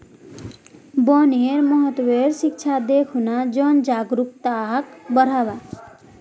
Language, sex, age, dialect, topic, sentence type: Magahi, female, 41-45, Northeastern/Surjapuri, agriculture, statement